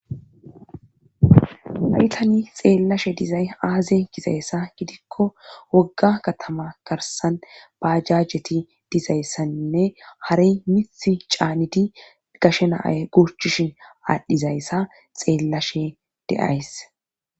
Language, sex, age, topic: Gamo, female, 25-35, government